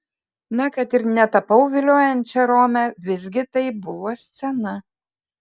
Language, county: Lithuanian, Kaunas